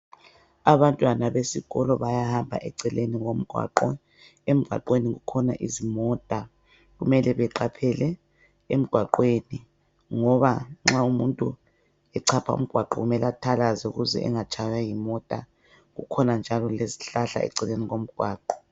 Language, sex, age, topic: North Ndebele, male, 50+, education